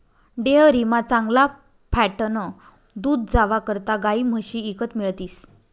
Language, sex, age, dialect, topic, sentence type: Marathi, female, 25-30, Northern Konkan, agriculture, statement